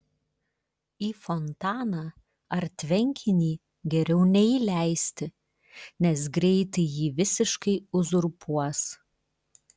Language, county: Lithuanian, Klaipėda